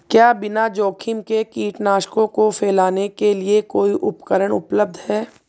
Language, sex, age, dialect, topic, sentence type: Hindi, female, 18-24, Marwari Dhudhari, agriculture, question